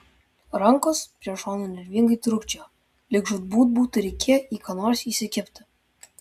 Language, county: Lithuanian, Vilnius